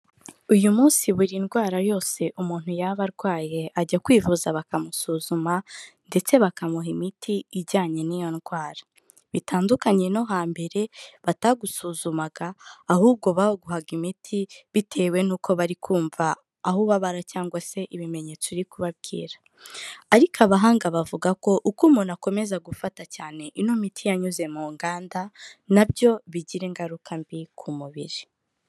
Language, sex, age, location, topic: Kinyarwanda, female, 25-35, Kigali, health